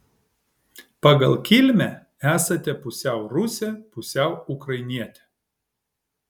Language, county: Lithuanian, Kaunas